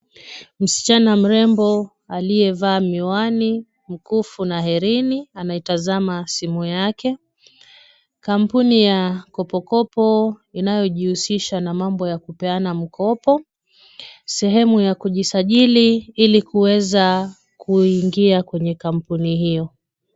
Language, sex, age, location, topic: Swahili, female, 25-35, Kisumu, finance